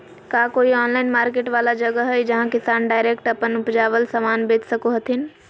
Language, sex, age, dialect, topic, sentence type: Magahi, female, 25-30, Southern, agriculture, statement